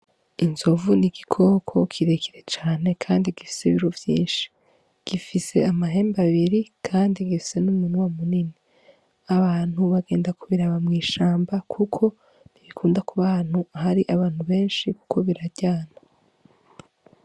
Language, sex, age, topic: Rundi, female, 18-24, agriculture